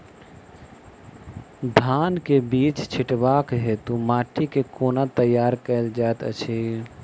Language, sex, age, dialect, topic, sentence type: Maithili, male, 31-35, Southern/Standard, agriculture, question